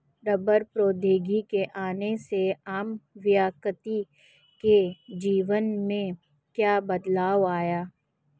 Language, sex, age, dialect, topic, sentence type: Hindi, female, 25-30, Marwari Dhudhari, agriculture, statement